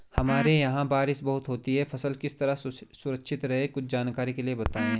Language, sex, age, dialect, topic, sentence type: Hindi, male, 25-30, Garhwali, agriculture, question